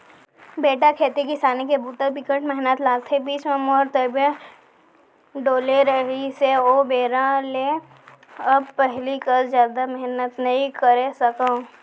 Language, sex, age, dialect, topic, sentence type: Chhattisgarhi, female, 18-24, Central, agriculture, statement